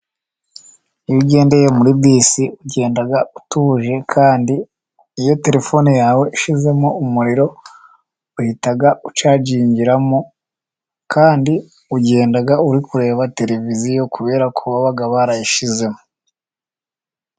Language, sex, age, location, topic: Kinyarwanda, male, 25-35, Musanze, government